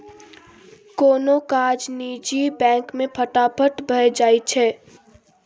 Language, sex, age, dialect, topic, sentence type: Maithili, female, 18-24, Bajjika, banking, statement